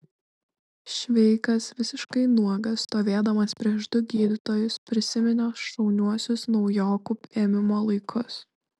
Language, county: Lithuanian, Šiauliai